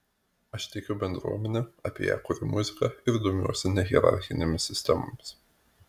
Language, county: Lithuanian, Vilnius